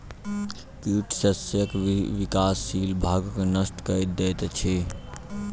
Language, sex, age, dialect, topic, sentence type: Maithili, male, 25-30, Southern/Standard, agriculture, statement